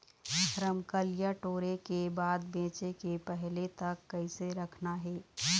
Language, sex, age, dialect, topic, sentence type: Chhattisgarhi, female, 25-30, Eastern, agriculture, question